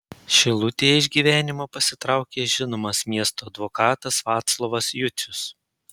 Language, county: Lithuanian, Panevėžys